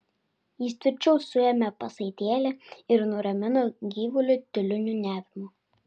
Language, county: Lithuanian, Vilnius